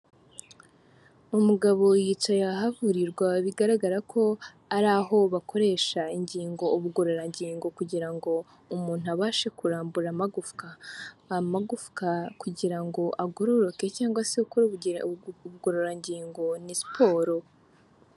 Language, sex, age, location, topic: Kinyarwanda, female, 25-35, Huye, health